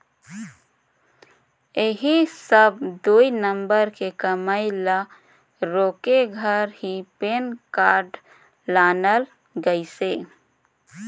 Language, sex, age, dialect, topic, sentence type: Chhattisgarhi, female, 31-35, Northern/Bhandar, banking, statement